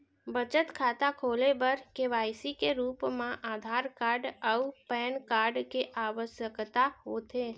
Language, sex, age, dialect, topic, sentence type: Chhattisgarhi, female, 60-100, Central, banking, statement